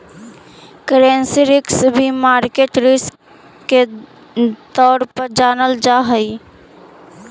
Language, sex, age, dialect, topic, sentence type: Magahi, female, 46-50, Central/Standard, agriculture, statement